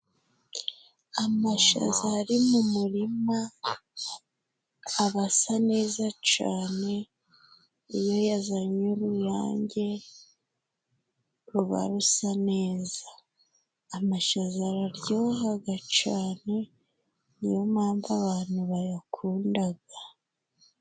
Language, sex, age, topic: Kinyarwanda, female, 25-35, agriculture